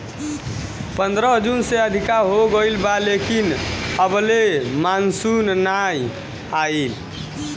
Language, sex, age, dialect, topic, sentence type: Bhojpuri, male, <18, Northern, agriculture, statement